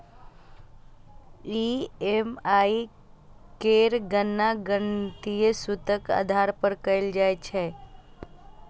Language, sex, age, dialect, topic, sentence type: Maithili, female, 25-30, Eastern / Thethi, banking, statement